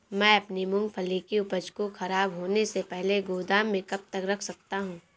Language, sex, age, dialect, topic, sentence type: Hindi, female, 18-24, Awadhi Bundeli, agriculture, question